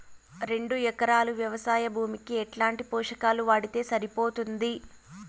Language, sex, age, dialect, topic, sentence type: Telugu, female, 18-24, Southern, agriculture, question